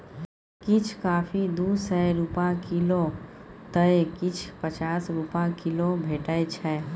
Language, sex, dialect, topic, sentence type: Maithili, female, Bajjika, agriculture, statement